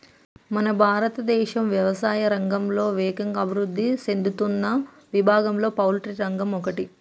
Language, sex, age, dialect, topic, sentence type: Telugu, male, 31-35, Telangana, agriculture, statement